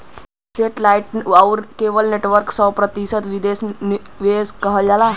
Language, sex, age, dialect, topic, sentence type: Bhojpuri, male, <18, Western, banking, statement